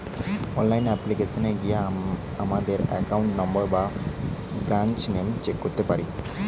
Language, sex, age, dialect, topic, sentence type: Bengali, male, 18-24, Western, banking, statement